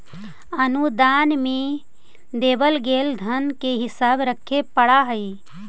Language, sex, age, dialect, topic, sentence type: Magahi, female, 51-55, Central/Standard, agriculture, statement